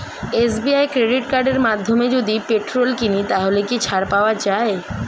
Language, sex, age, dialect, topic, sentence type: Bengali, male, 25-30, Standard Colloquial, banking, question